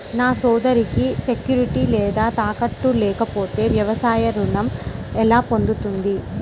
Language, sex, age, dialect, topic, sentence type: Telugu, female, 18-24, Central/Coastal, agriculture, statement